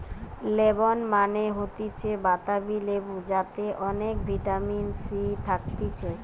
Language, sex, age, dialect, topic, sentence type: Bengali, female, 31-35, Western, agriculture, statement